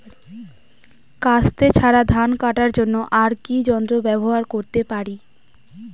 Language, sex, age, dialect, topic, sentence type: Bengali, female, 18-24, Standard Colloquial, agriculture, question